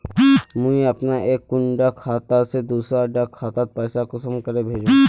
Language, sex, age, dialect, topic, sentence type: Magahi, male, 31-35, Northeastern/Surjapuri, banking, question